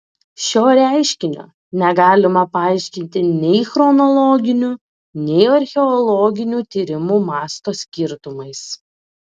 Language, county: Lithuanian, Klaipėda